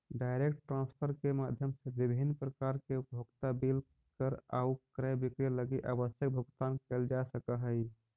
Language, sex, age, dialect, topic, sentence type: Magahi, male, 31-35, Central/Standard, banking, statement